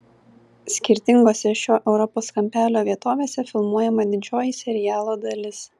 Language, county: Lithuanian, Vilnius